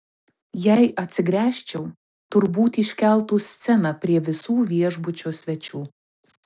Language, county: Lithuanian, Telšiai